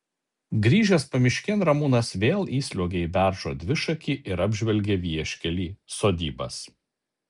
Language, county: Lithuanian, Alytus